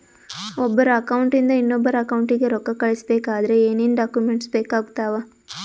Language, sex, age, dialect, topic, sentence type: Kannada, female, 18-24, Northeastern, banking, question